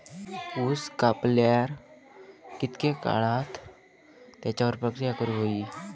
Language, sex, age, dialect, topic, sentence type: Marathi, male, 31-35, Southern Konkan, agriculture, question